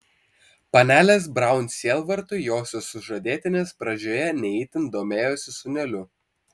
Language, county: Lithuanian, Vilnius